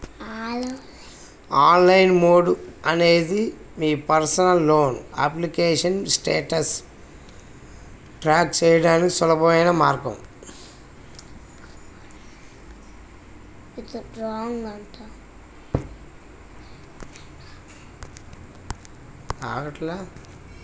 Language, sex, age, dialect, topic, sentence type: Telugu, female, 18-24, Central/Coastal, banking, statement